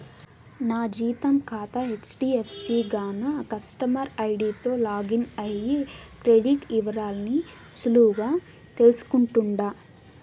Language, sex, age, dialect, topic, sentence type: Telugu, female, 18-24, Southern, banking, statement